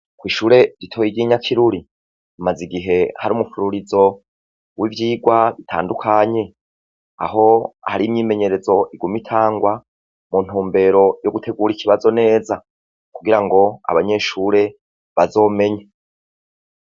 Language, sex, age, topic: Rundi, male, 36-49, education